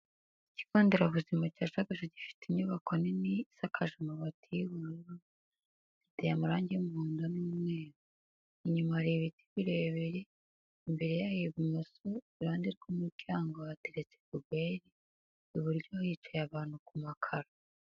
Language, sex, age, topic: Kinyarwanda, female, 18-24, health